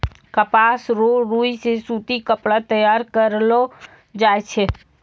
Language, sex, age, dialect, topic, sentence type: Maithili, female, 18-24, Angika, agriculture, statement